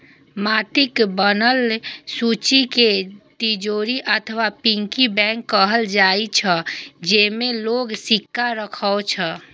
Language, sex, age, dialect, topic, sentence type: Maithili, female, 25-30, Eastern / Thethi, banking, statement